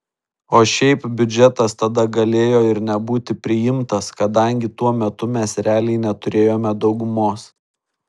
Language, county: Lithuanian, Šiauliai